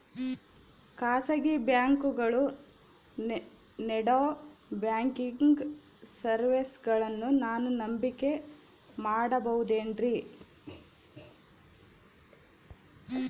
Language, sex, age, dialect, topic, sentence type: Kannada, female, 36-40, Central, banking, question